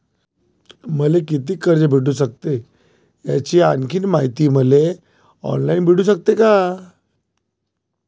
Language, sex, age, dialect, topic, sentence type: Marathi, male, 41-45, Varhadi, banking, question